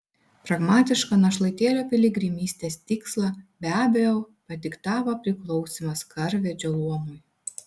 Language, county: Lithuanian, Vilnius